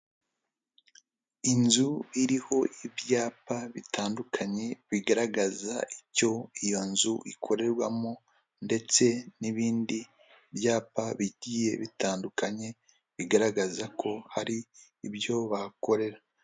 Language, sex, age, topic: Kinyarwanda, male, 25-35, government